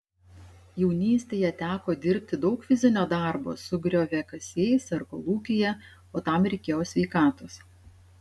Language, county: Lithuanian, Šiauliai